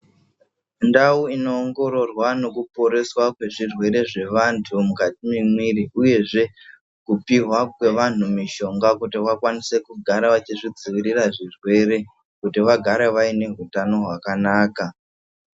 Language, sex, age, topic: Ndau, male, 25-35, health